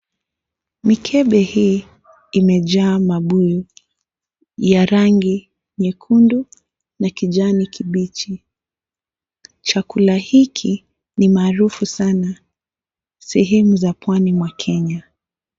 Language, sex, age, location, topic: Swahili, female, 18-24, Mombasa, agriculture